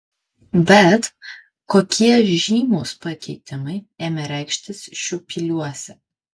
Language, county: Lithuanian, Kaunas